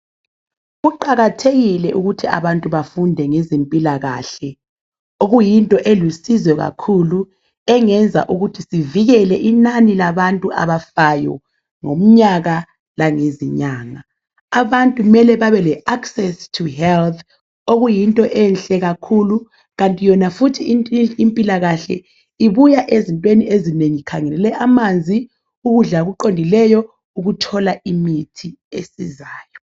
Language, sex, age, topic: North Ndebele, female, 25-35, health